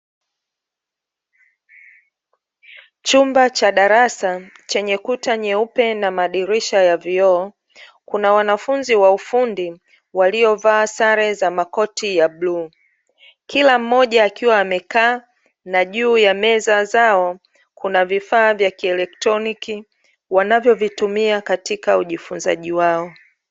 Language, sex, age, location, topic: Swahili, female, 36-49, Dar es Salaam, education